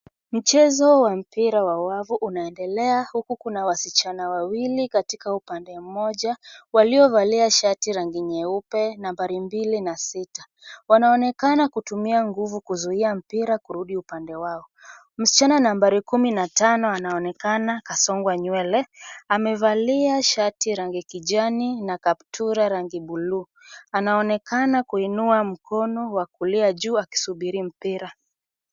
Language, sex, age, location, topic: Swahili, female, 25-35, Kisumu, government